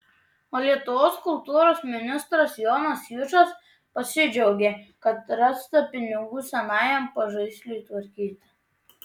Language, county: Lithuanian, Tauragė